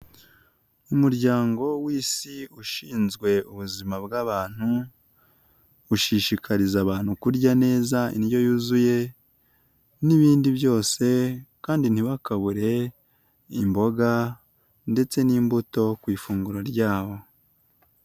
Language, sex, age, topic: Kinyarwanda, male, 18-24, health